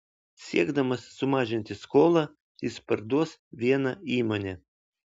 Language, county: Lithuanian, Vilnius